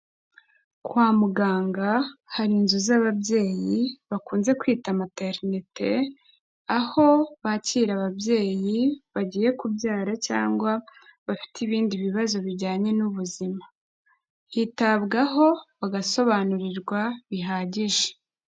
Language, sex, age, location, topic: Kinyarwanda, female, 18-24, Kigali, health